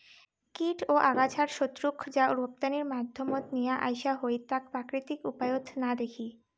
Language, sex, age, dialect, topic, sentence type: Bengali, female, 18-24, Rajbangshi, agriculture, statement